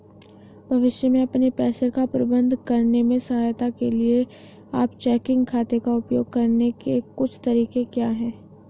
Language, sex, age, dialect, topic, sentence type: Hindi, female, 18-24, Hindustani Malvi Khadi Boli, banking, question